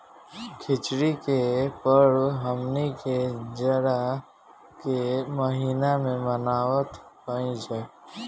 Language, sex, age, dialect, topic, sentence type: Bhojpuri, male, 18-24, Northern, agriculture, statement